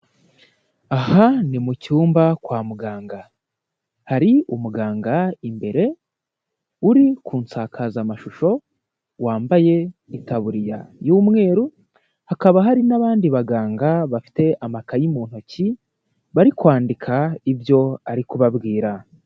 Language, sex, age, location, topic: Kinyarwanda, male, 18-24, Huye, health